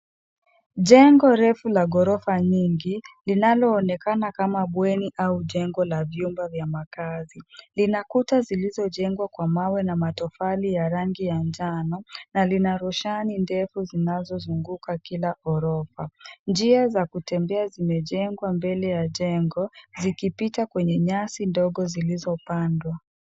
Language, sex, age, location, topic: Swahili, male, 18-24, Nairobi, education